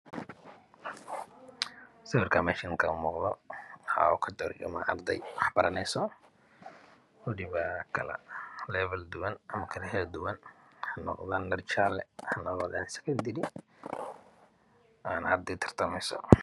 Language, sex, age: Somali, male, 25-35